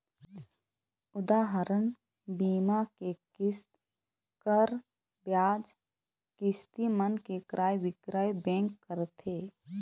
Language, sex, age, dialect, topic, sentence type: Chhattisgarhi, female, 25-30, Eastern, banking, statement